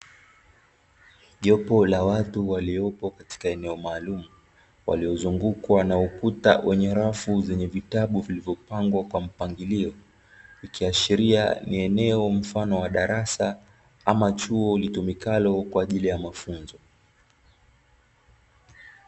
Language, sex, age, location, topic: Swahili, male, 18-24, Dar es Salaam, education